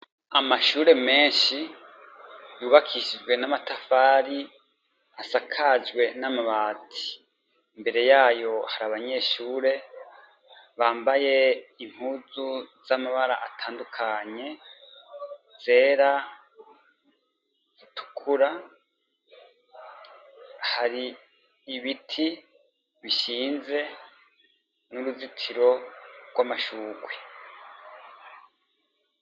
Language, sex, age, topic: Rundi, male, 25-35, education